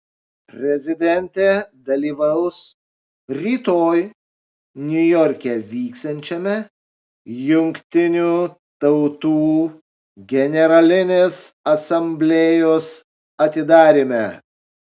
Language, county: Lithuanian, Kaunas